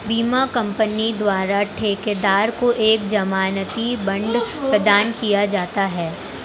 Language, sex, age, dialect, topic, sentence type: Hindi, male, 18-24, Marwari Dhudhari, banking, statement